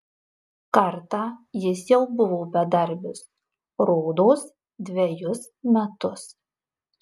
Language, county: Lithuanian, Marijampolė